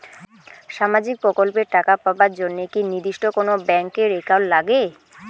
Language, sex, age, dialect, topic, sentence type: Bengali, female, 18-24, Rajbangshi, banking, question